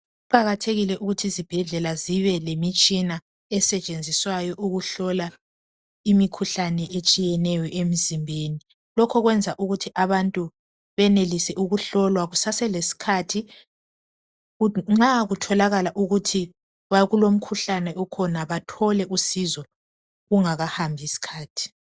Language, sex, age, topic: North Ndebele, female, 25-35, health